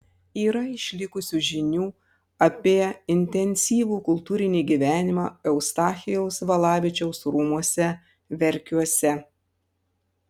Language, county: Lithuanian, Panevėžys